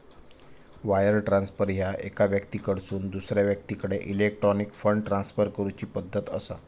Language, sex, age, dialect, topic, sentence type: Marathi, male, 18-24, Southern Konkan, banking, statement